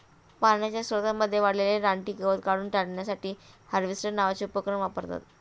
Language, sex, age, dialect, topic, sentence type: Marathi, female, 31-35, Standard Marathi, agriculture, statement